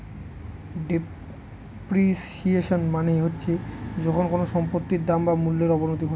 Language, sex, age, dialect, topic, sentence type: Bengali, male, 18-24, Northern/Varendri, banking, statement